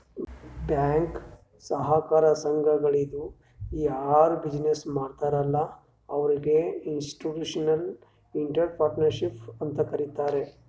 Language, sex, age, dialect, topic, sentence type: Kannada, male, 31-35, Northeastern, banking, statement